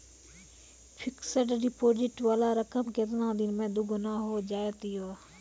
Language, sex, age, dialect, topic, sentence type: Maithili, female, 25-30, Angika, banking, question